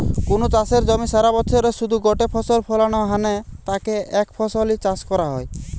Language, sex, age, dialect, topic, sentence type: Bengali, male, 18-24, Western, agriculture, statement